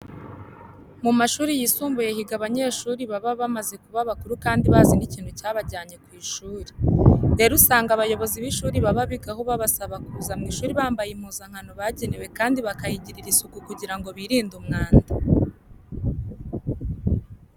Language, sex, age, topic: Kinyarwanda, female, 18-24, education